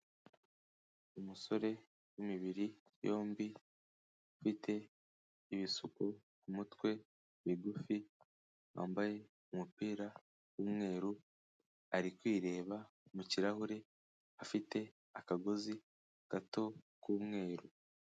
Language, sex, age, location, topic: Kinyarwanda, male, 18-24, Kigali, health